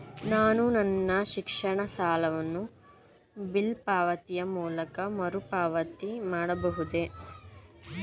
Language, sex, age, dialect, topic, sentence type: Kannada, female, 18-24, Mysore Kannada, banking, question